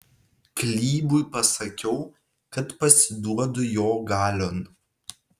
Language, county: Lithuanian, Vilnius